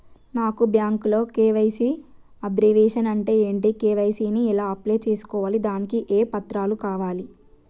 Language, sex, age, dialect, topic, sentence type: Telugu, female, 18-24, Telangana, banking, question